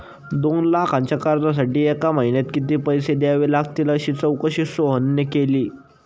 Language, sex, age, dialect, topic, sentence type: Marathi, male, 18-24, Standard Marathi, banking, statement